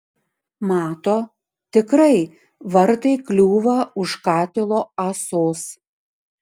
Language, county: Lithuanian, Panevėžys